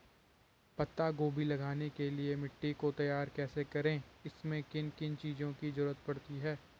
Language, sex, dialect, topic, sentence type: Hindi, male, Garhwali, agriculture, question